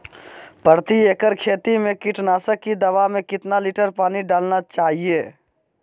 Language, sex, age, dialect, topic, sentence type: Magahi, male, 56-60, Southern, agriculture, question